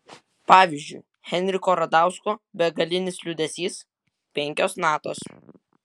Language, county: Lithuanian, Vilnius